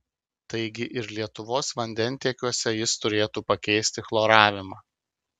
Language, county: Lithuanian, Kaunas